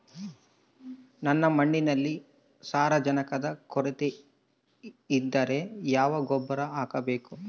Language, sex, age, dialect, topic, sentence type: Kannada, male, 25-30, Central, agriculture, question